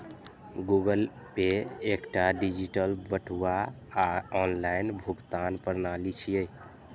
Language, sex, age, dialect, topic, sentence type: Maithili, male, 25-30, Eastern / Thethi, banking, statement